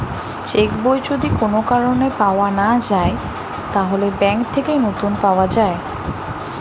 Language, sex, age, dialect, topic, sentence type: Bengali, female, 18-24, Standard Colloquial, banking, statement